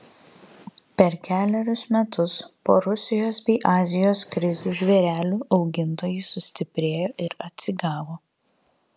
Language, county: Lithuanian, Vilnius